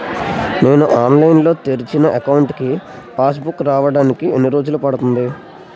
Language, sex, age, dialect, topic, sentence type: Telugu, male, 18-24, Utterandhra, banking, question